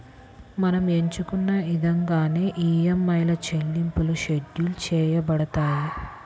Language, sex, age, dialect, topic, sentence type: Telugu, female, 18-24, Central/Coastal, banking, statement